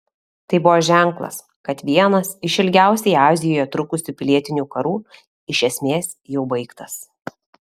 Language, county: Lithuanian, Alytus